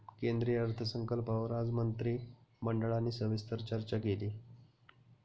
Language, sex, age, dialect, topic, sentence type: Marathi, male, 31-35, Standard Marathi, banking, statement